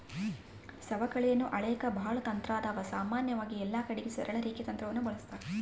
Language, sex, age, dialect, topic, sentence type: Kannada, female, 18-24, Central, banking, statement